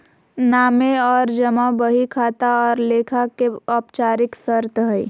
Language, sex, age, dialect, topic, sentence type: Magahi, female, 18-24, Southern, banking, statement